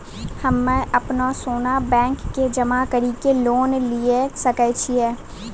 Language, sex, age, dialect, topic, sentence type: Maithili, female, 18-24, Angika, banking, question